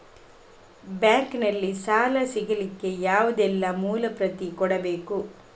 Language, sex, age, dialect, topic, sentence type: Kannada, female, 36-40, Coastal/Dakshin, banking, question